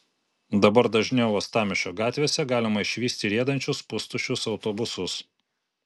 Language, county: Lithuanian, Vilnius